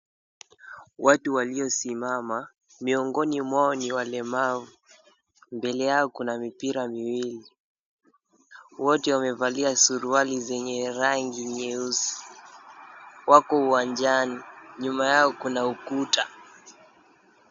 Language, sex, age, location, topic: Swahili, male, 18-24, Mombasa, education